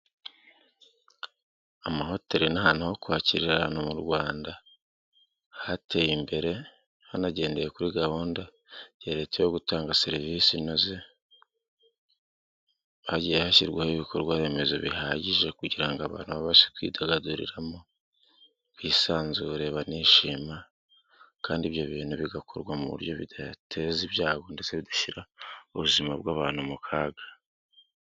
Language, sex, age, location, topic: Kinyarwanda, male, 36-49, Nyagatare, finance